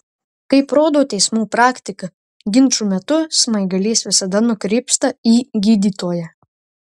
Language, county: Lithuanian, Marijampolė